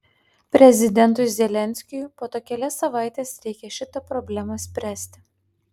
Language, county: Lithuanian, Kaunas